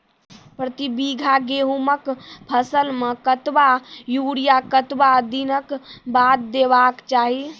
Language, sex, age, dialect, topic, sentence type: Maithili, female, 18-24, Angika, agriculture, question